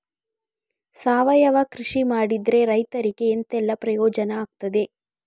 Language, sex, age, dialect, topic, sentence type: Kannada, female, 36-40, Coastal/Dakshin, agriculture, question